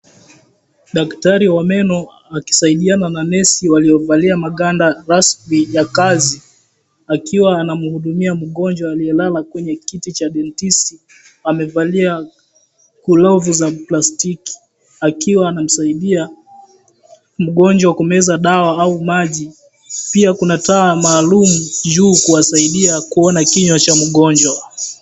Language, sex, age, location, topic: Swahili, male, 18-24, Mombasa, health